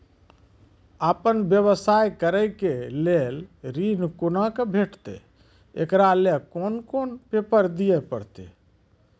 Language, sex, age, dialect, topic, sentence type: Maithili, male, 36-40, Angika, banking, question